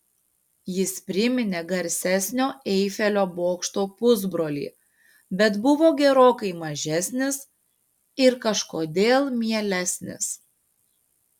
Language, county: Lithuanian, Panevėžys